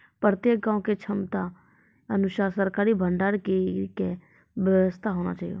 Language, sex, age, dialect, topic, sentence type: Maithili, female, 18-24, Angika, agriculture, question